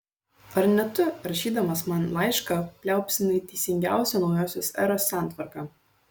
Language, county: Lithuanian, Šiauliai